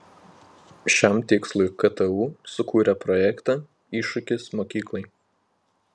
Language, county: Lithuanian, Panevėžys